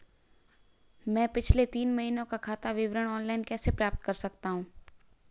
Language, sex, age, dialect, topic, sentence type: Hindi, female, 18-24, Marwari Dhudhari, banking, question